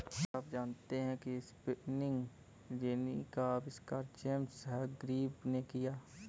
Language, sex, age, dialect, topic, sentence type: Hindi, male, 25-30, Kanauji Braj Bhasha, agriculture, statement